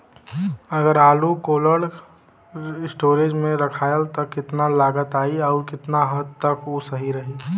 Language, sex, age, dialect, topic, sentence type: Bhojpuri, male, 18-24, Western, agriculture, question